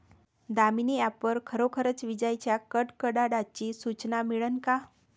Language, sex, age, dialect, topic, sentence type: Marathi, female, 36-40, Varhadi, agriculture, question